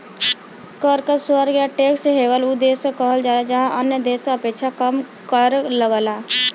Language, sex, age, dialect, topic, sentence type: Bhojpuri, male, 18-24, Western, banking, statement